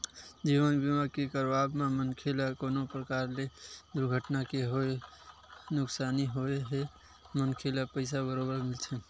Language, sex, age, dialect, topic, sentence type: Chhattisgarhi, male, 25-30, Western/Budati/Khatahi, banking, statement